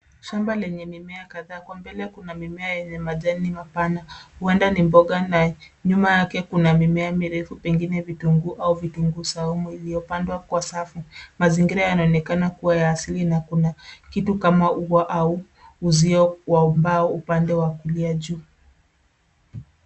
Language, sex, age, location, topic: Swahili, female, 25-35, Nairobi, health